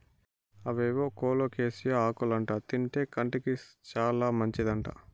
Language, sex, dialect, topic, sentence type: Telugu, male, Southern, agriculture, statement